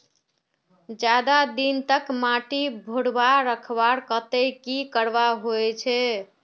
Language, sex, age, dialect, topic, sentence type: Magahi, female, 41-45, Northeastern/Surjapuri, agriculture, question